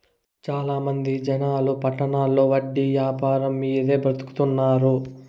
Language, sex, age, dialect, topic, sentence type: Telugu, male, 18-24, Southern, banking, statement